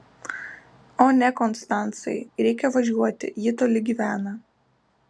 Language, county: Lithuanian, Vilnius